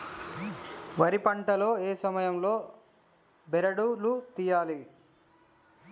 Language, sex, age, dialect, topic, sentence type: Telugu, male, 18-24, Telangana, agriculture, question